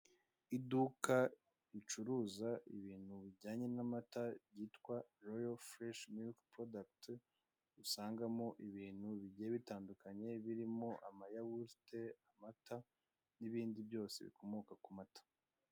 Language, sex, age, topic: Kinyarwanda, male, 25-35, finance